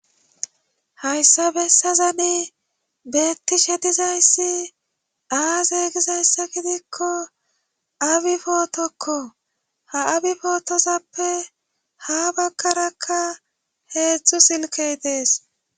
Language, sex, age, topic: Gamo, female, 25-35, government